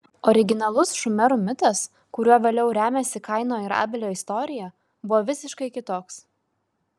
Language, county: Lithuanian, Kaunas